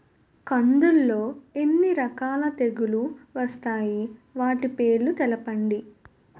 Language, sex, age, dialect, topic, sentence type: Telugu, female, 18-24, Utterandhra, agriculture, question